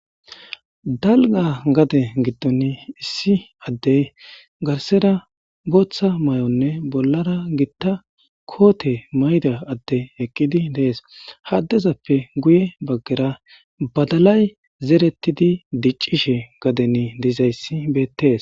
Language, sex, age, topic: Gamo, male, 25-35, government